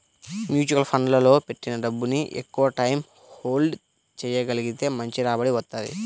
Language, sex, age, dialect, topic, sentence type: Telugu, male, 60-100, Central/Coastal, banking, statement